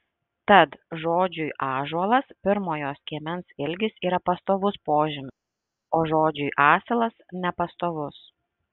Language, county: Lithuanian, Šiauliai